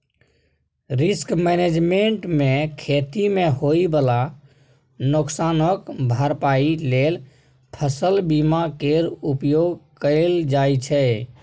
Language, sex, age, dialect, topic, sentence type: Maithili, male, 18-24, Bajjika, agriculture, statement